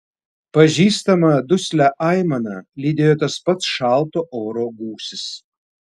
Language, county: Lithuanian, Vilnius